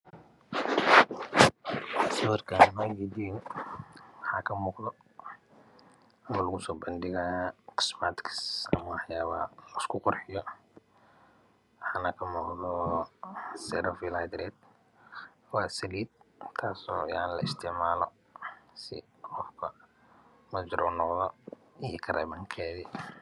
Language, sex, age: Somali, male, 25-35